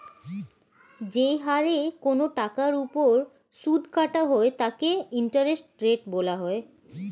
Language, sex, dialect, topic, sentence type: Bengali, female, Standard Colloquial, banking, statement